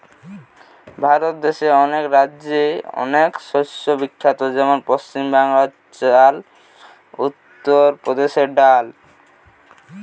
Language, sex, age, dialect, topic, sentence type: Bengali, male, 18-24, Western, agriculture, statement